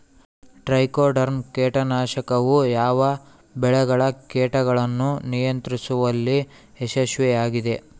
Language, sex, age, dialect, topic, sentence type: Kannada, male, 18-24, Central, agriculture, question